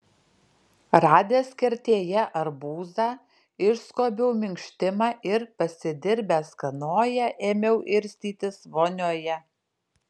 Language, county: Lithuanian, Alytus